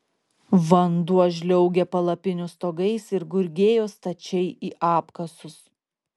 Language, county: Lithuanian, Klaipėda